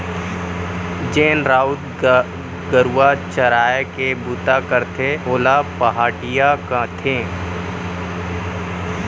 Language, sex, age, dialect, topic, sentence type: Chhattisgarhi, female, 18-24, Central, agriculture, statement